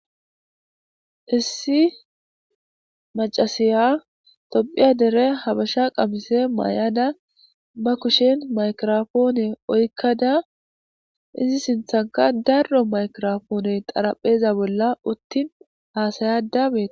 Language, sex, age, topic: Gamo, female, 18-24, government